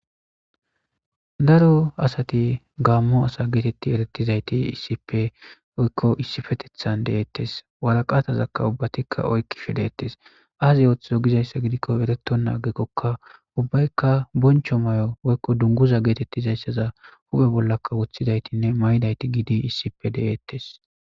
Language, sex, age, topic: Gamo, male, 18-24, government